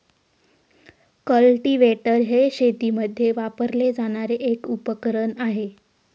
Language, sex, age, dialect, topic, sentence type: Marathi, female, 18-24, Northern Konkan, agriculture, statement